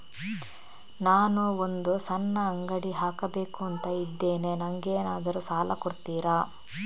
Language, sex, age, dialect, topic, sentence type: Kannada, female, 18-24, Coastal/Dakshin, banking, question